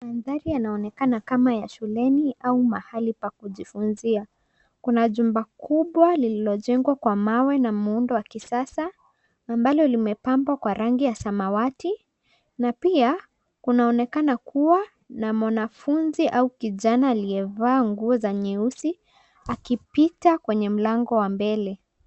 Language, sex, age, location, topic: Swahili, female, 18-24, Nairobi, education